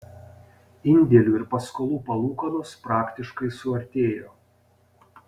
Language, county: Lithuanian, Panevėžys